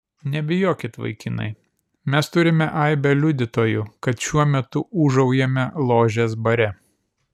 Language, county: Lithuanian, Vilnius